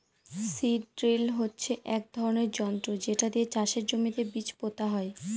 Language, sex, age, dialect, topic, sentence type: Bengali, female, 18-24, Northern/Varendri, agriculture, statement